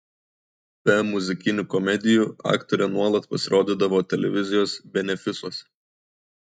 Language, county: Lithuanian, Kaunas